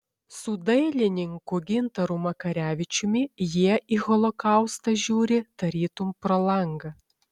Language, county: Lithuanian, Šiauliai